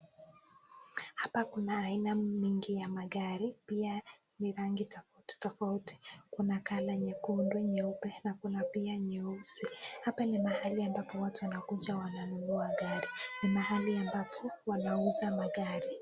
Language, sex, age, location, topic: Swahili, female, 25-35, Nakuru, finance